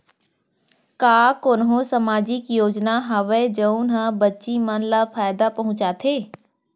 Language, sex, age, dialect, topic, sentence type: Chhattisgarhi, female, 60-100, Central, banking, statement